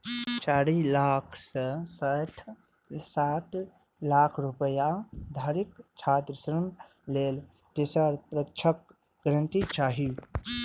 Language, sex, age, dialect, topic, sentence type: Maithili, male, 25-30, Eastern / Thethi, banking, statement